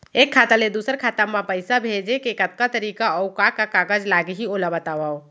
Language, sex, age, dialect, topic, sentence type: Chhattisgarhi, female, 36-40, Central, banking, question